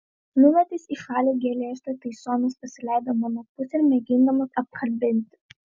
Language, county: Lithuanian, Vilnius